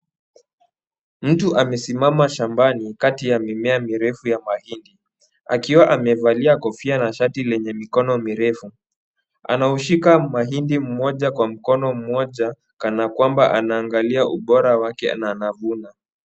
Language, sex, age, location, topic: Swahili, male, 18-24, Kisumu, agriculture